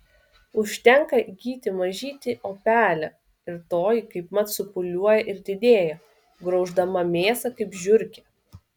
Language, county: Lithuanian, Vilnius